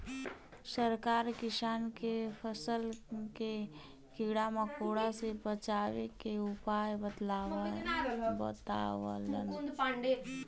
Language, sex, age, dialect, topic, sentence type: Bhojpuri, female, 25-30, Western, agriculture, statement